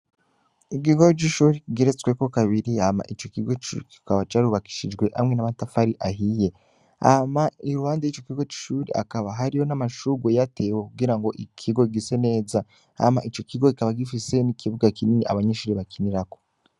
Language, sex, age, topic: Rundi, male, 18-24, education